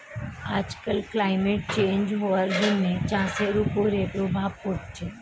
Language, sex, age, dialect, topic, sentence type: Bengali, female, 36-40, Standard Colloquial, agriculture, statement